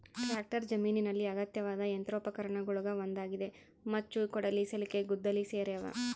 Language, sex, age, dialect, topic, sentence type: Kannada, female, 25-30, Central, agriculture, statement